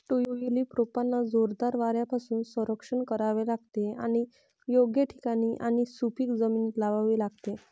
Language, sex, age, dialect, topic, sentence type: Marathi, female, 31-35, Varhadi, agriculture, statement